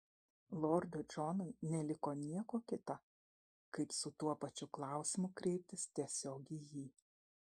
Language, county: Lithuanian, Šiauliai